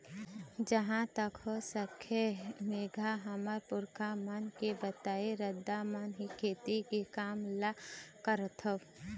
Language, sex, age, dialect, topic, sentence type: Chhattisgarhi, female, 25-30, Eastern, agriculture, statement